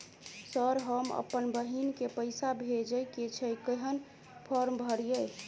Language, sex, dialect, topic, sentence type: Maithili, male, Southern/Standard, banking, question